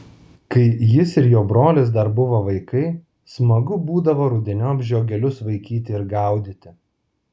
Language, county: Lithuanian, Vilnius